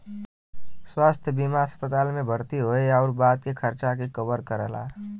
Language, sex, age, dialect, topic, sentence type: Bhojpuri, male, 18-24, Western, banking, statement